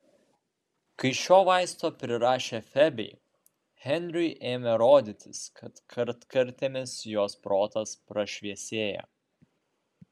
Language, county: Lithuanian, Vilnius